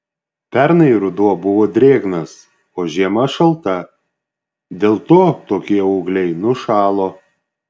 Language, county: Lithuanian, Šiauliai